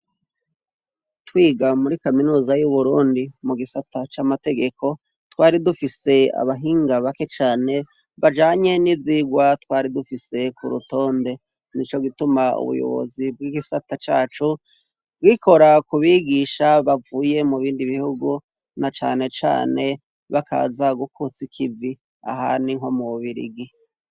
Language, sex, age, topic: Rundi, male, 36-49, education